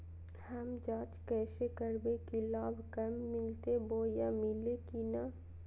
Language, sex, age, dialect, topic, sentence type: Magahi, female, 18-24, Southern, banking, question